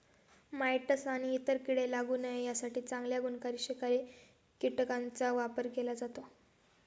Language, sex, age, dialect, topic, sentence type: Marathi, female, 18-24, Standard Marathi, agriculture, statement